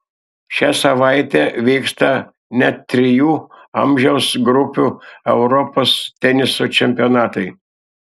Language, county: Lithuanian, Šiauliai